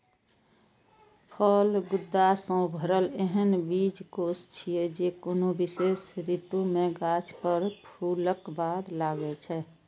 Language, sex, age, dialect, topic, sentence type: Maithili, female, 18-24, Eastern / Thethi, agriculture, statement